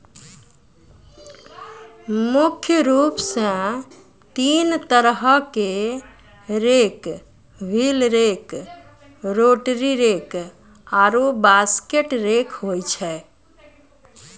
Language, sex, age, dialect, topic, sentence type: Maithili, female, 41-45, Angika, agriculture, statement